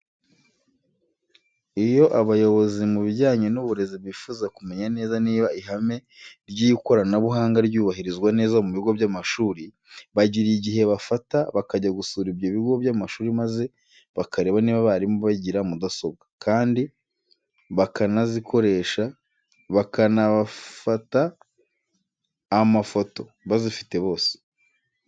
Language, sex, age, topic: Kinyarwanda, male, 25-35, education